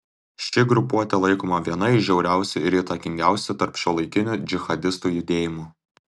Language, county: Lithuanian, Tauragė